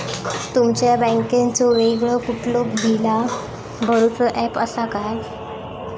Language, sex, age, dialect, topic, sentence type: Marathi, female, 18-24, Southern Konkan, banking, question